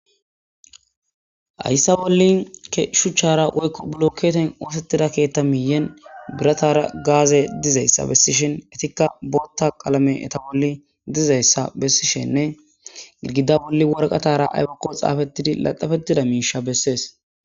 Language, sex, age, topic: Gamo, male, 18-24, government